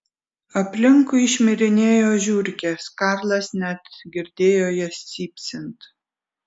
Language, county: Lithuanian, Vilnius